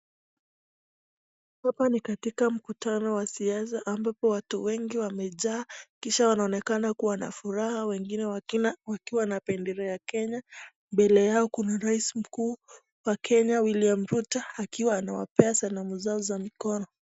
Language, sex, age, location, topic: Swahili, female, 25-35, Nakuru, government